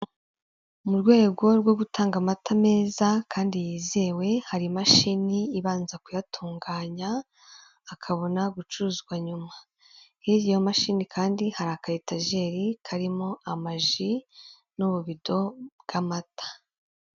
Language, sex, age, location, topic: Kinyarwanda, female, 18-24, Kigali, finance